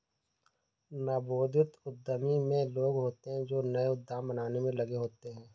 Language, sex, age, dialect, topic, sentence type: Hindi, male, 56-60, Kanauji Braj Bhasha, banking, statement